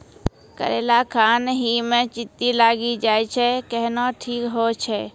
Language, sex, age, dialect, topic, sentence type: Maithili, female, 36-40, Angika, agriculture, question